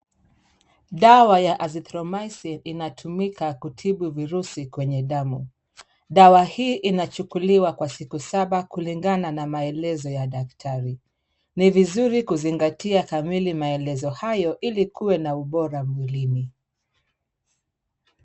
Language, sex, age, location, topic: Swahili, female, 36-49, Kisumu, health